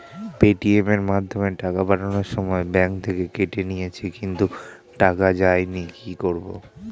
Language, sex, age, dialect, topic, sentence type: Bengali, male, 18-24, Standard Colloquial, banking, question